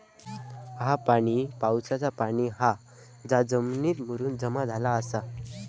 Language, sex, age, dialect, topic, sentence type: Marathi, male, 31-35, Southern Konkan, agriculture, statement